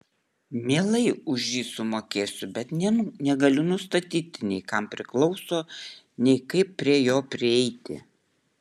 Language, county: Lithuanian, Utena